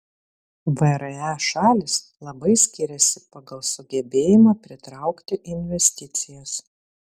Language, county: Lithuanian, Vilnius